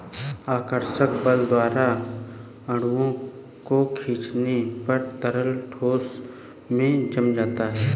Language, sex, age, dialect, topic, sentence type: Hindi, male, 18-24, Awadhi Bundeli, agriculture, statement